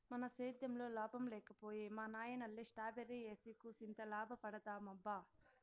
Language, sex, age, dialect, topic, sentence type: Telugu, female, 60-100, Southern, agriculture, statement